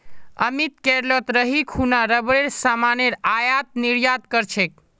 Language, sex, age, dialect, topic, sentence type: Magahi, male, 18-24, Northeastern/Surjapuri, agriculture, statement